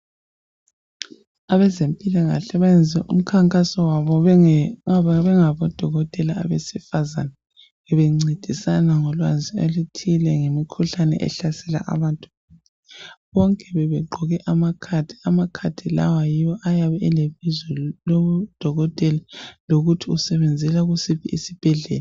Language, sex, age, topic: North Ndebele, female, 25-35, health